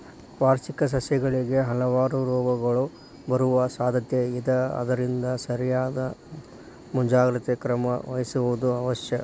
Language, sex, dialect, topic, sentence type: Kannada, male, Dharwad Kannada, agriculture, statement